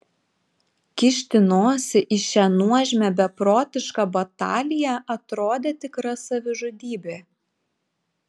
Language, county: Lithuanian, Šiauliai